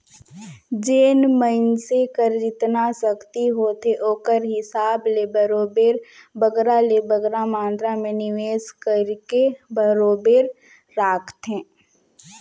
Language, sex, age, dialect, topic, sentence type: Chhattisgarhi, female, 18-24, Northern/Bhandar, banking, statement